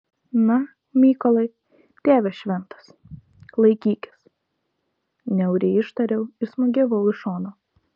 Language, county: Lithuanian, Kaunas